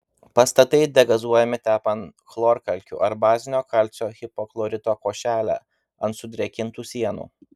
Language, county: Lithuanian, Vilnius